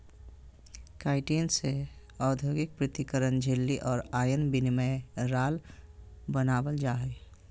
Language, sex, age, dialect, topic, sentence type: Magahi, male, 31-35, Southern, agriculture, statement